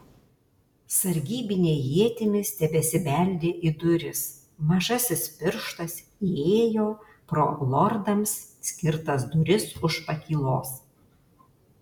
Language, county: Lithuanian, Alytus